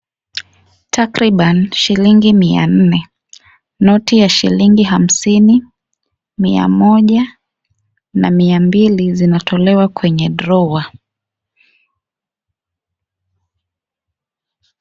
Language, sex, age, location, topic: Swahili, female, 25-35, Kisii, finance